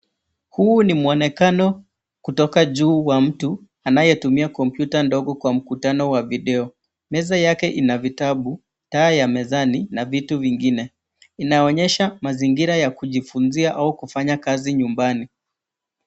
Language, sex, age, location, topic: Swahili, male, 25-35, Nairobi, education